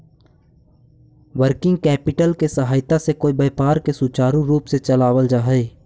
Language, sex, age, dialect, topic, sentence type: Magahi, male, 18-24, Central/Standard, agriculture, statement